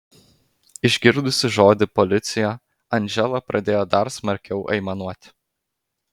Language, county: Lithuanian, Klaipėda